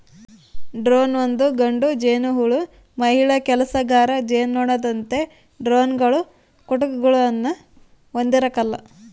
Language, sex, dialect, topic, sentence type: Kannada, female, Central, agriculture, statement